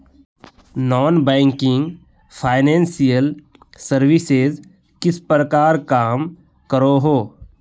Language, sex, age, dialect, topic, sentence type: Magahi, male, 18-24, Northeastern/Surjapuri, banking, question